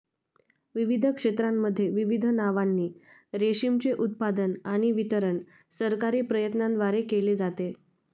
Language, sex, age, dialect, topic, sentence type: Marathi, female, 25-30, Standard Marathi, agriculture, statement